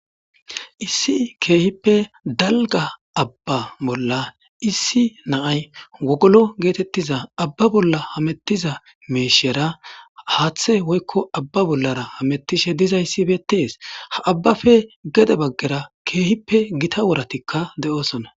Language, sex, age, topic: Gamo, male, 18-24, government